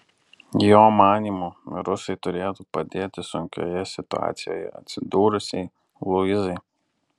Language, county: Lithuanian, Alytus